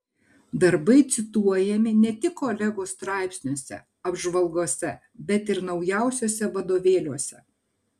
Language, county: Lithuanian, Kaunas